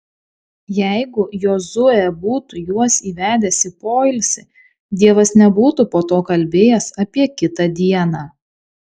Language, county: Lithuanian, Šiauliai